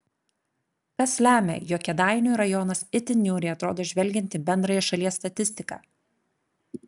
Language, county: Lithuanian, Klaipėda